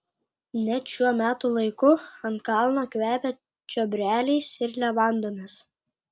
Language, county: Lithuanian, Klaipėda